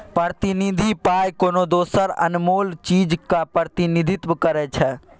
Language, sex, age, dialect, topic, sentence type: Maithili, male, 36-40, Bajjika, banking, statement